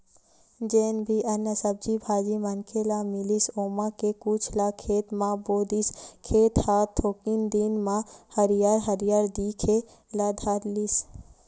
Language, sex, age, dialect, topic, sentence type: Chhattisgarhi, female, 18-24, Western/Budati/Khatahi, agriculture, statement